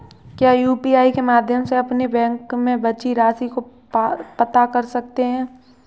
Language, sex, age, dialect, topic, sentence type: Hindi, male, 18-24, Kanauji Braj Bhasha, banking, question